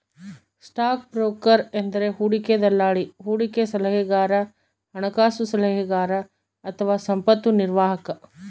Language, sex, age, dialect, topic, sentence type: Kannada, female, 25-30, Central, banking, statement